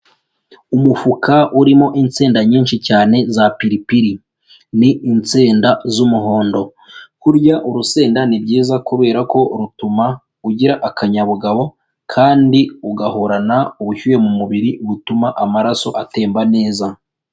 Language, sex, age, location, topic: Kinyarwanda, female, 25-35, Kigali, agriculture